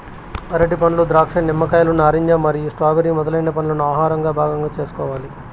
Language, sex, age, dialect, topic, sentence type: Telugu, male, 25-30, Southern, agriculture, statement